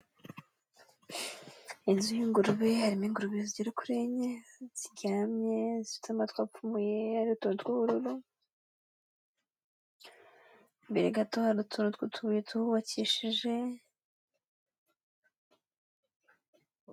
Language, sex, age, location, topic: Kinyarwanda, female, 18-24, Kigali, agriculture